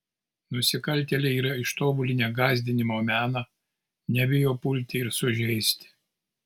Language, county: Lithuanian, Kaunas